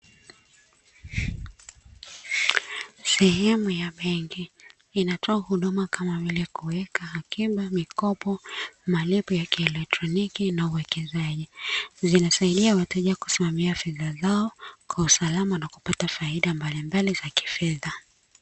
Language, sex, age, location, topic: Swahili, female, 25-35, Dar es Salaam, finance